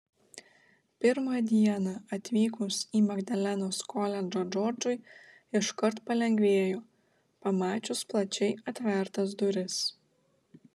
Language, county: Lithuanian, Klaipėda